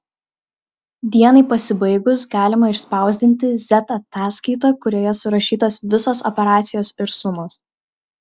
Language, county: Lithuanian, Klaipėda